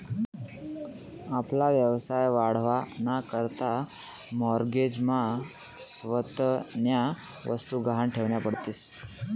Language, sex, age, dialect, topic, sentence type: Marathi, male, 18-24, Northern Konkan, banking, statement